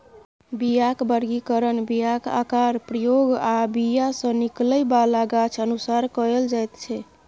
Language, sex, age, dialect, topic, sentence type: Maithili, female, 31-35, Bajjika, agriculture, statement